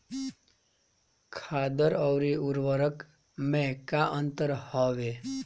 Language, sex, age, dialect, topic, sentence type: Bhojpuri, male, 25-30, Northern, agriculture, question